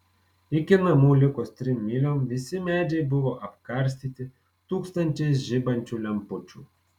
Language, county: Lithuanian, Marijampolė